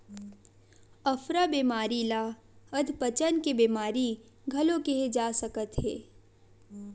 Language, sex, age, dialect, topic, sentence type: Chhattisgarhi, female, 18-24, Western/Budati/Khatahi, agriculture, statement